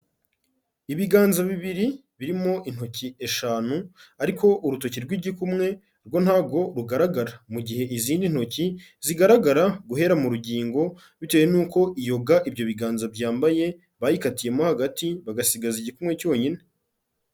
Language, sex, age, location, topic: Kinyarwanda, male, 36-49, Kigali, health